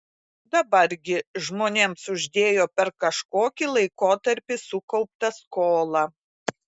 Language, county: Lithuanian, Klaipėda